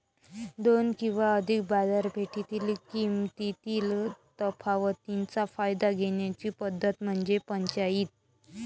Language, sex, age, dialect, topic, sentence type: Marathi, female, 31-35, Varhadi, banking, statement